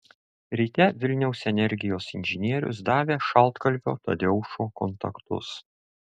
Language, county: Lithuanian, Šiauliai